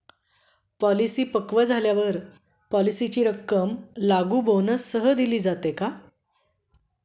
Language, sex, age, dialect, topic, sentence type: Marathi, female, 51-55, Standard Marathi, banking, question